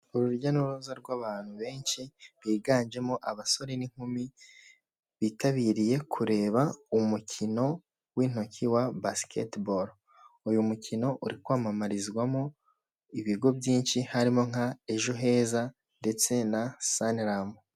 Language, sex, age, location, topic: Kinyarwanda, male, 18-24, Huye, finance